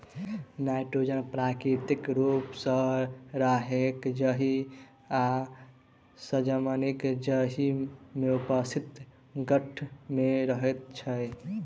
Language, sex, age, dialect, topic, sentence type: Maithili, male, 18-24, Southern/Standard, agriculture, statement